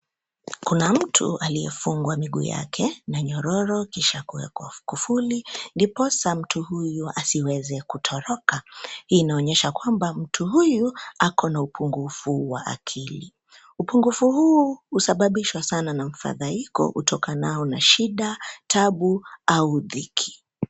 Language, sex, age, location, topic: Swahili, female, 25-35, Nairobi, health